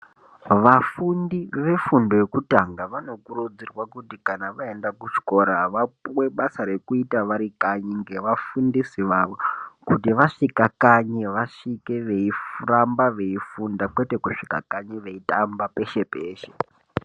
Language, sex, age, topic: Ndau, male, 18-24, education